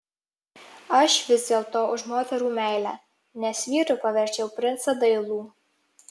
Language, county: Lithuanian, Marijampolė